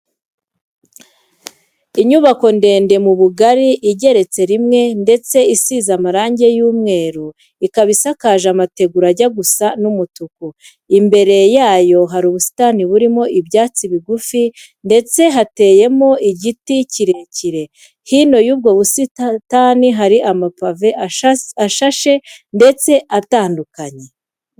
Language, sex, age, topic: Kinyarwanda, female, 25-35, education